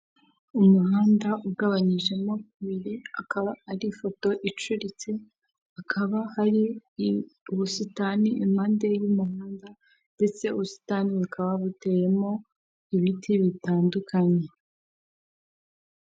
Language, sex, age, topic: Kinyarwanda, female, 18-24, government